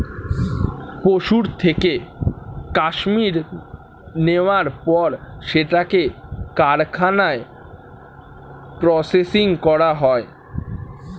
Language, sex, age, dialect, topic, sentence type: Bengali, male, <18, Standard Colloquial, agriculture, statement